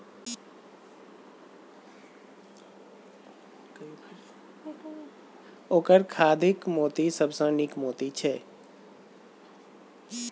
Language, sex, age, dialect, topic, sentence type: Maithili, female, 36-40, Bajjika, agriculture, statement